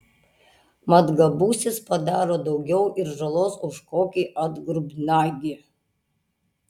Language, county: Lithuanian, Utena